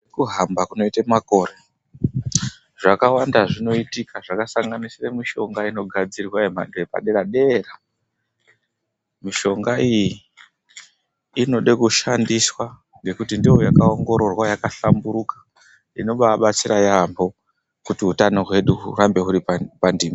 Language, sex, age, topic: Ndau, male, 25-35, health